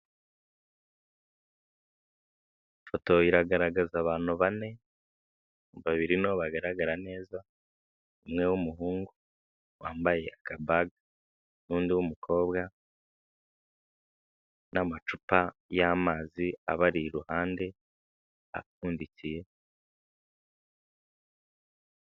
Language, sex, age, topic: Kinyarwanda, male, 25-35, government